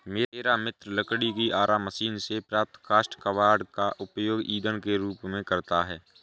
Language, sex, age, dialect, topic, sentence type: Hindi, male, 25-30, Awadhi Bundeli, agriculture, statement